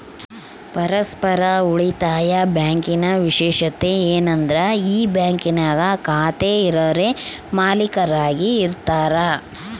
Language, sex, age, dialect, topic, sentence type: Kannada, female, 36-40, Central, banking, statement